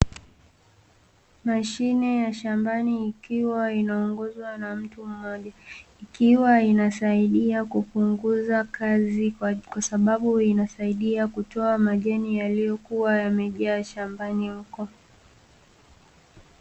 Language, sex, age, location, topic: Swahili, female, 18-24, Dar es Salaam, agriculture